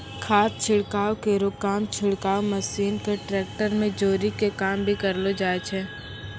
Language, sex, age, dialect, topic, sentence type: Maithili, male, 25-30, Angika, agriculture, statement